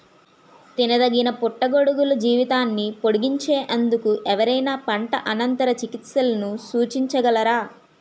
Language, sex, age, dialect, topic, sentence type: Telugu, female, 18-24, Utterandhra, agriculture, question